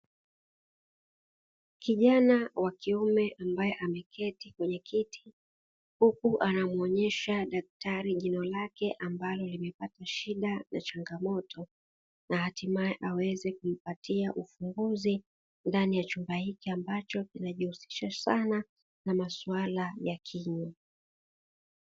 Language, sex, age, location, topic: Swahili, female, 36-49, Dar es Salaam, health